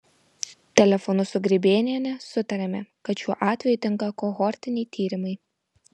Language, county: Lithuanian, Vilnius